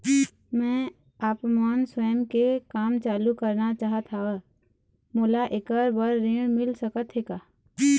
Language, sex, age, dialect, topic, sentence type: Chhattisgarhi, female, 18-24, Eastern, banking, question